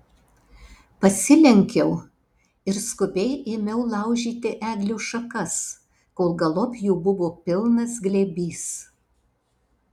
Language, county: Lithuanian, Alytus